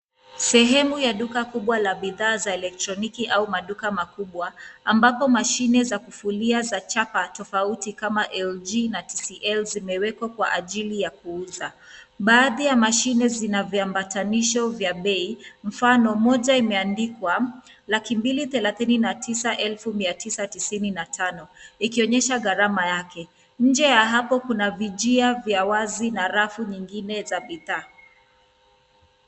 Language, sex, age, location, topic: Swahili, female, 25-35, Nairobi, finance